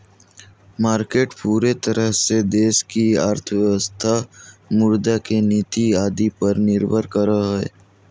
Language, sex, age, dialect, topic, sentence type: Magahi, male, 31-35, Southern, banking, statement